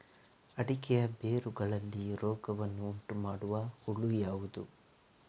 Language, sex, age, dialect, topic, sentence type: Kannada, male, 18-24, Coastal/Dakshin, agriculture, question